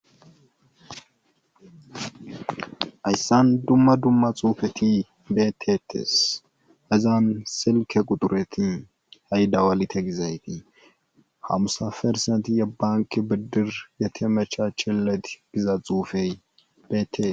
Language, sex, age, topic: Gamo, male, 18-24, government